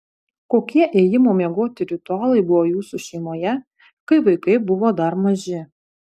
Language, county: Lithuanian, Vilnius